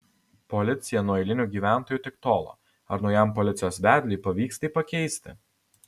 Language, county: Lithuanian, Alytus